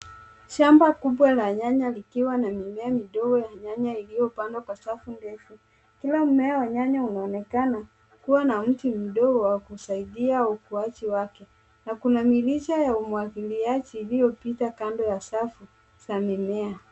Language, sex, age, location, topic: Swahili, male, 25-35, Nairobi, agriculture